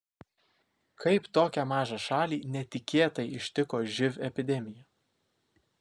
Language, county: Lithuanian, Vilnius